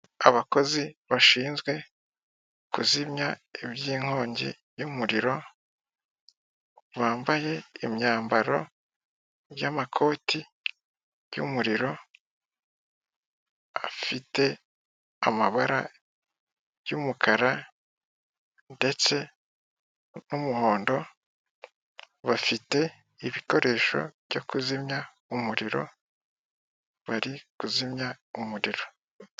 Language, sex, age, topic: Kinyarwanda, male, 18-24, government